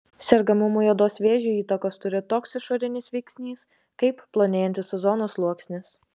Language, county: Lithuanian, Vilnius